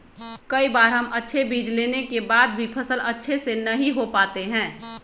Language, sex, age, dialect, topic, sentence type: Magahi, female, 31-35, Western, agriculture, question